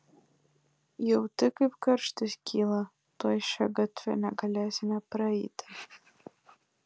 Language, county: Lithuanian, Klaipėda